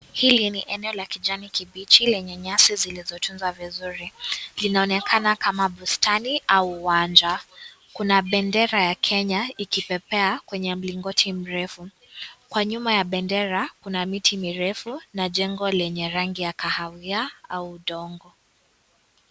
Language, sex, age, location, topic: Swahili, female, 18-24, Kisii, education